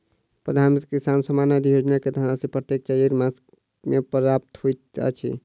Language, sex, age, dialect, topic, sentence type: Maithili, male, 36-40, Southern/Standard, agriculture, statement